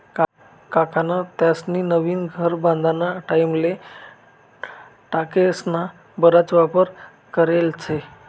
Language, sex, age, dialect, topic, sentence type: Marathi, male, 25-30, Northern Konkan, agriculture, statement